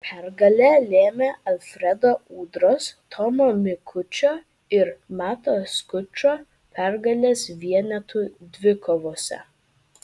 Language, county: Lithuanian, Vilnius